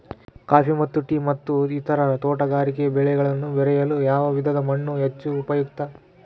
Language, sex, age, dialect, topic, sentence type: Kannada, male, 18-24, Central, agriculture, question